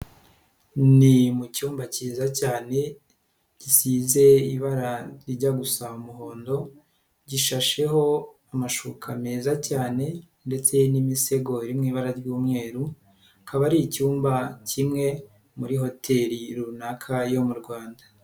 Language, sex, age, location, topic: Kinyarwanda, male, 18-24, Nyagatare, finance